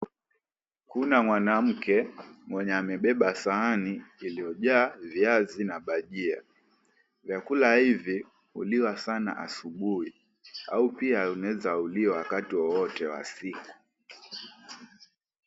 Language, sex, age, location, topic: Swahili, male, 18-24, Mombasa, agriculture